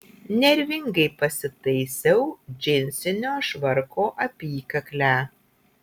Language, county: Lithuanian, Utena